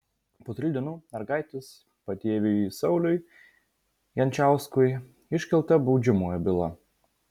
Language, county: Lithuanian, Vilnius